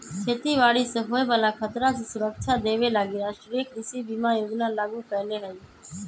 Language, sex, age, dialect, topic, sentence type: Magahi, male, 25-30, Western, agriculture, statement